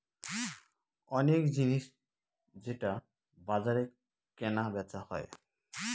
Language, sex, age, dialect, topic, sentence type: Bengali, male, 31-35, Northern/Varendri, banking, statement